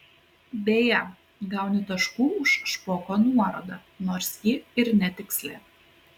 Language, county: Lithuanian, Kaunas